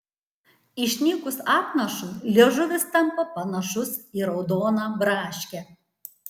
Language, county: Lithuanian, Tauragė